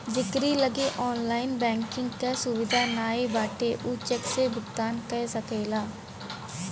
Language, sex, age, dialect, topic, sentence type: Bhojpuri, female, 18-24, Northern, banking, statement